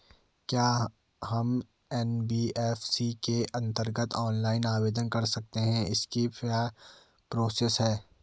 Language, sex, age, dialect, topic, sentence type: Hindi, male, 18-24, Garhwali, banking, question